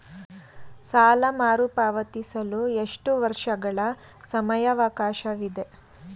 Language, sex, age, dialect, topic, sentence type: Kannada, female, 31-35, Mysore Kannada, banking, question